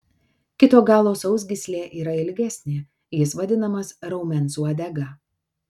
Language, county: Lithuanian, Kaunas